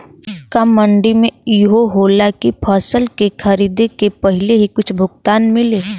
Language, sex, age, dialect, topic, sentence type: Bhojpuri, female, 18-24, Western, agriculture, question